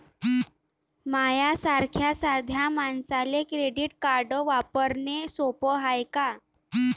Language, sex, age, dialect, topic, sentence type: Marathi, female, 18-24, Varhadi, banking, question